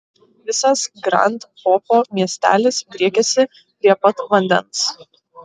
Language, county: Lithuanian, Klaipėda